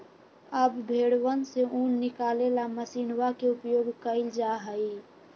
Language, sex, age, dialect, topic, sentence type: Magahi, female, 41-45, Western, agriculture, statement